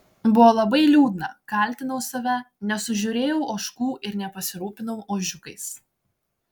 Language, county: Lithuanian, Klaipėda